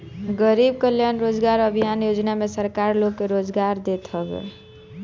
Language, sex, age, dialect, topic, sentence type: Bhojpuri, male, 18-24, Northern, banking, statement